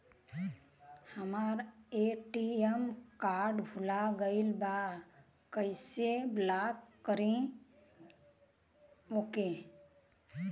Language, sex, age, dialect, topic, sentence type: Bhojpuri, female, 31-35, Western, banking, question